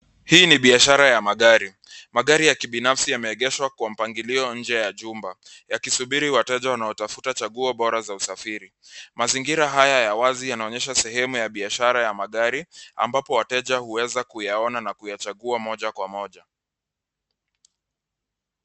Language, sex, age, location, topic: Swahili, male, 25-35, Nairobi, finance